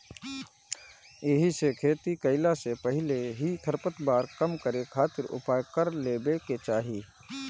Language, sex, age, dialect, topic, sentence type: Bhojpuri, male, 31-35, Northern, agriculture, statement